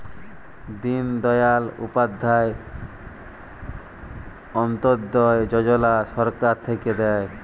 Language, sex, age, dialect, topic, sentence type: Bengali, male, 18-24, Jharkhandi, banking, statement